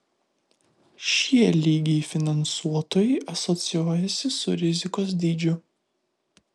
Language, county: Lithuanian, Vilnius